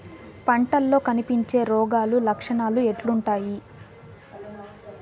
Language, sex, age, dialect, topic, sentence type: Telugu, female, 18-24, Southern, agriculture, question